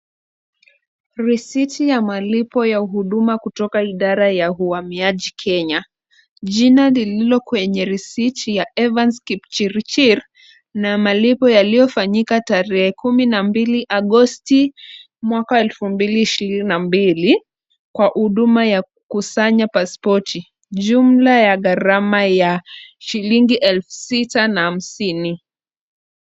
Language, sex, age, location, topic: Swahili, female, 25-35, Kisumu, government